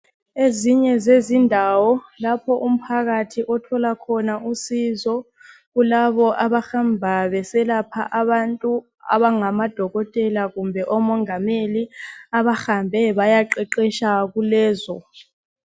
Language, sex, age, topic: North Ndebele, female, 25-35, health